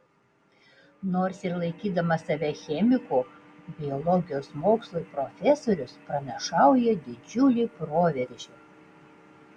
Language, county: Lithuanian, Vilnius